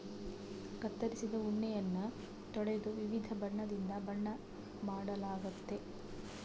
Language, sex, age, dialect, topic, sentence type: Kannada, female, 18-24, Central, agriculture, statement